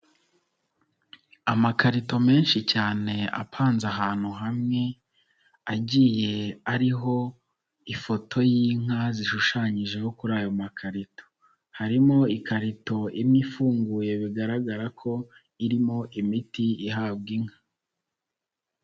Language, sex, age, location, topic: Kinyarwanda, male, 25-35, Nyagatare, agriculture